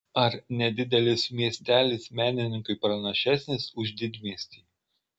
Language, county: Lithuanian, Marijampolė